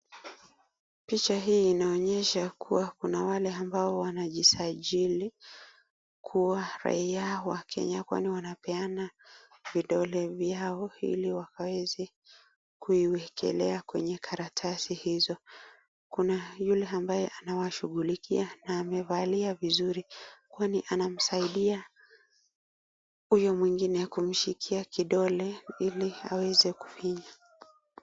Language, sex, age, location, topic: Swahili, female, 25-35, Nakuru, government